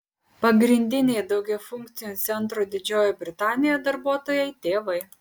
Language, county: Lithuanian, Kaunas